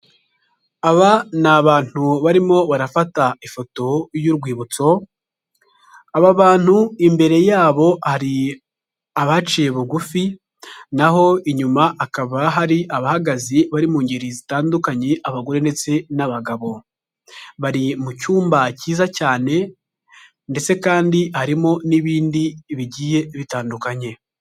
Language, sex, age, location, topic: Kinyarwanda, male, 18-24, Huye, health